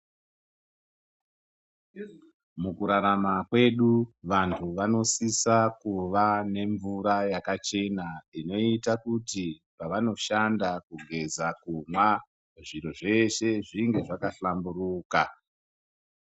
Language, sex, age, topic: Ndau, male, 50+, health